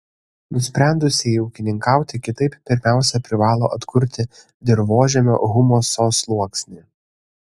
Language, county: Lithuanian, Kaunas